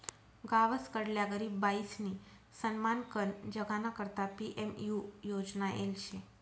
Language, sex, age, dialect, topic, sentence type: Marathi, female, 31-35, Northern Konkan, agriculture, statement